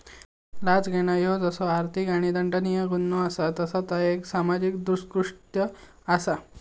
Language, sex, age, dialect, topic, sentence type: Marathi, male, 18-24, Southern Konkan, agriculture, statement